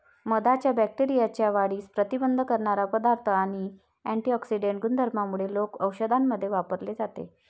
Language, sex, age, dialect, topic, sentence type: Marathi, female, 31-35, Varhadi, agriculture, statement